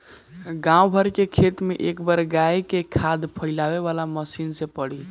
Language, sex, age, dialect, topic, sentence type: Bhojpuri, male, 18-24, Northern, agriculture, statement